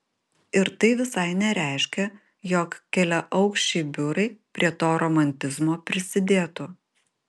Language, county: Lithuanian, Vilnius